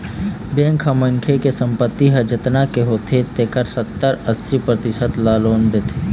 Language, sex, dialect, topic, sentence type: Chhattisgarhi, male, Eastern, banking, statement